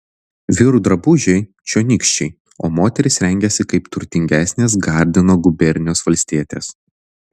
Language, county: Lithuanian, Vilnius